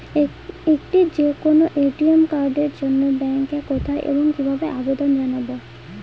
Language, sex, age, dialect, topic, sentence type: Bengali, female, 18-24, Northern/Varendri, banking, question